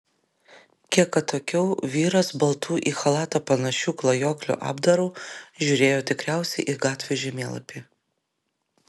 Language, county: Lithuanian, Vilnius